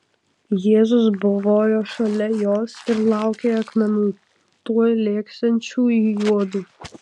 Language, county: Lithuanian, Kaunas